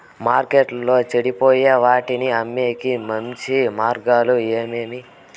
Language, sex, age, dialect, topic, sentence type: Telugu, male, 18-24, Southern, agriculture, statement